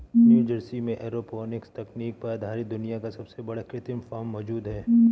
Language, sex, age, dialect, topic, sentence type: Hindi, male, 18-24, Awadhi Bundeli, agriculture, statement